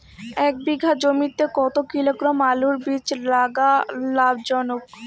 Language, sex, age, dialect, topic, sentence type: Bengali, female, 60-100, Rajbangshi, agriculture, question